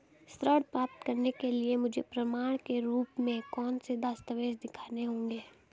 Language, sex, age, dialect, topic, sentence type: Hindi, female, 18-24, Hindustani Malvi Khadi Boli, banking, statement